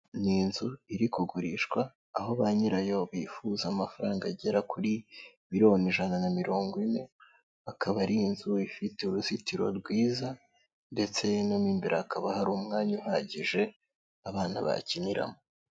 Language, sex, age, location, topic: Kinyarwanda, male, 18-24, Kigali, finance